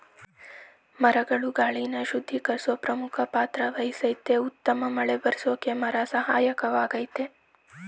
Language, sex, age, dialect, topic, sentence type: Kannada, male, 18-24, Mysore Kannada, agriculture, statement